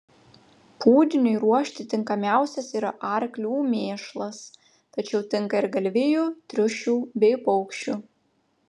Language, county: Lithuanian, Panevėžys